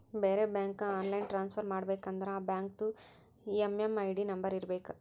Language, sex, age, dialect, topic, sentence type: Kannada, female, 18-24, Northeastern, banking, statement